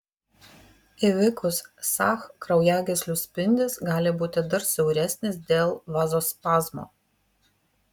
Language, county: Lithuanian, Vilnius